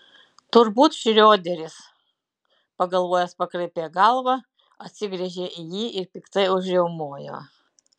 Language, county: Lithuanian, Utena